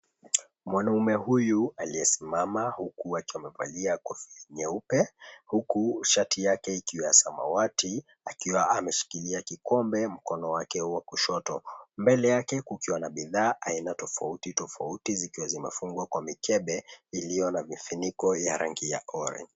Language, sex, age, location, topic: Swahili, male, 25-35, Mombasa, agriculture